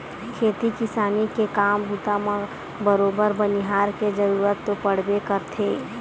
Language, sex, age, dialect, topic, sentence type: Chhattisgarhi, female, 25-30, Western/Budati/Khatahi, agriculture, statement